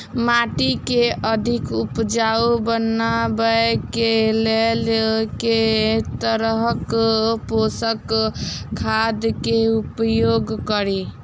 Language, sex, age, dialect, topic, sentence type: Maithili, female, 18-24, Southern/Standard, agriculture, question